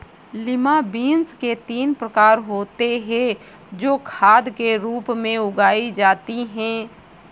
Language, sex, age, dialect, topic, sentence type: Hindi, female, 18-24, Marwari Dhudhari, agriculture, statement